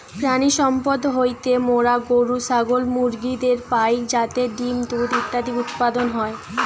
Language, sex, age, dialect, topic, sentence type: Bengali, female, 18-24, Western, agriculture, statement